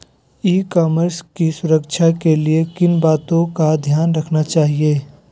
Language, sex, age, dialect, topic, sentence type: Magahi, male, 56-60, Southern, agriculture, question